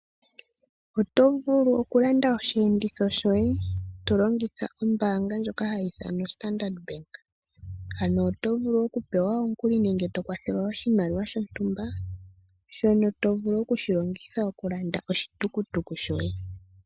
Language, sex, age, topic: Oshiwambo, female, 18-24, finance